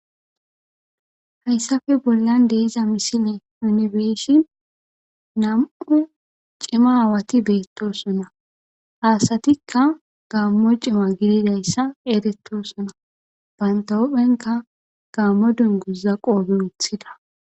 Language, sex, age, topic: Gamo, female, 25-35, government